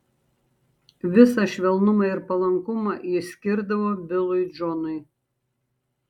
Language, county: Lithuanian, Šiauliai